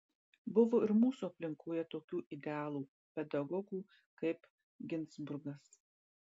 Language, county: Lithuanian, Marijampolė